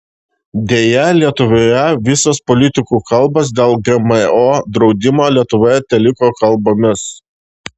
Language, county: Lithuanian, Šiauliai